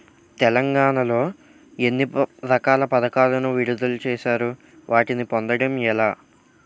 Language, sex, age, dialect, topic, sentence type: Telugu, male, 18-24, Utterandhra, agriculture, question